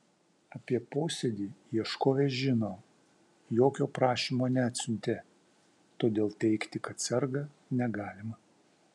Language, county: Lithuanian, Vilnius